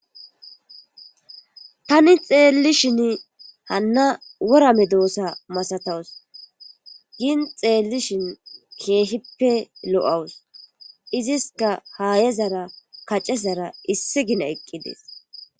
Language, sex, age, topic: Gamo, female, 25-35, government